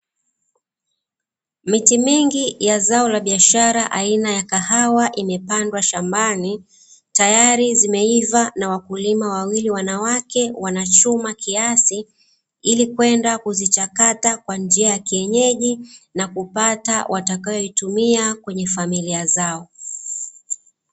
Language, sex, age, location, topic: Swahili, female, 36-49, Dar es Salaam, agriculture